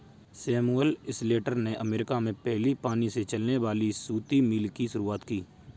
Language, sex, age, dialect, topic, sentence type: Hindi, male, 56-60, Kanauji Braj Bhasha, agriculture, statement